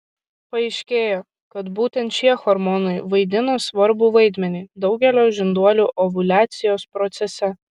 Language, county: Lithuanian, Kaunas